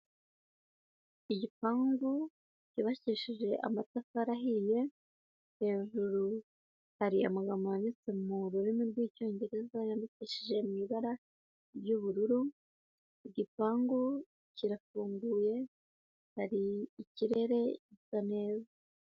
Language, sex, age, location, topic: Kinyarwanda, female, 25-35, Nyagatare, education